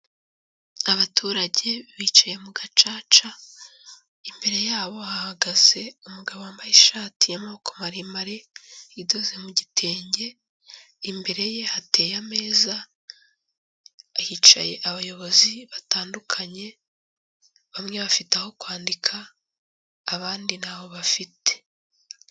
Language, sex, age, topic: Kinyarwanda, female, 18-24, government